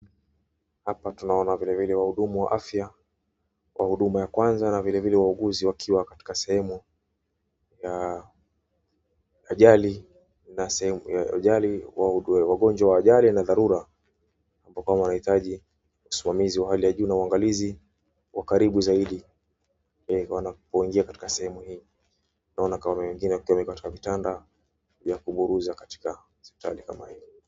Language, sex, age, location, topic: Swahili, male, 25-35, Wajir, health